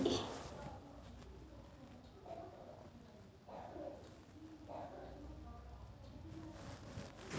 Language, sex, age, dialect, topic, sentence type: Kannada, female, 60-100, Dharwad Kannada, banking, statement